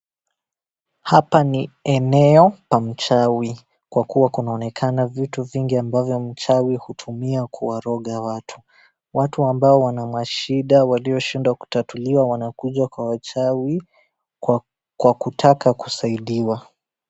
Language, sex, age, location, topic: Swahili, male, 18-24, Wajir, health